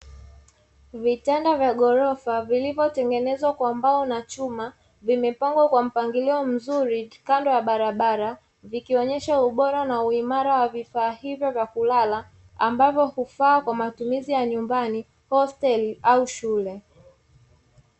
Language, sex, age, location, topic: Swahili, female, 25-35, Dar es Salaam, finance